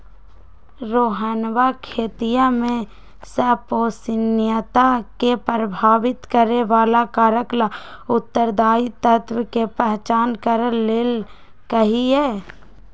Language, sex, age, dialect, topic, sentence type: Magahi, female, 18-24, Western, agriculture, statement